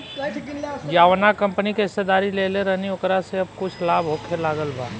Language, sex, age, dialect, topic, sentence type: Bhojpuri, male, 18-24, Southern / Standard, banking, statement